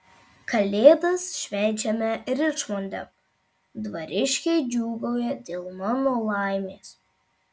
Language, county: Lithuanian, Marijampolė